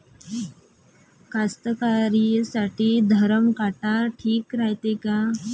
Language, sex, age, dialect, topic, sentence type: Marathi, female, 25-30, Varhadi, agriculture, question